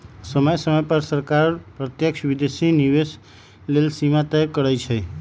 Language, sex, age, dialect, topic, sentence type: Magahi, male, 36-40, Western, banking, statement